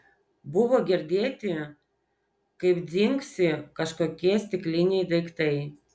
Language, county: Lithuanian, Vilnius